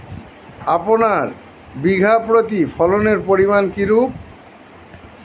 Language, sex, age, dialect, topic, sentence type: Bengali, male, 51-55, Standard Colloquial, agriculture, question